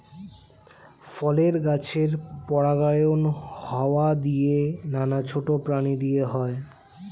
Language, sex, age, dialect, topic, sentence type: Bengali, male, 18-24, Standard Colloquial, agriculture, statement